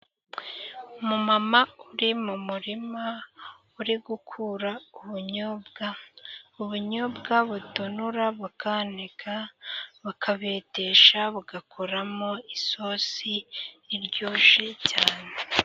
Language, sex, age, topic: Kinyarwanda, female, 18-24, agriculture